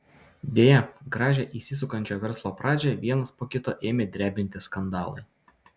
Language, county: Lithuanian, Utena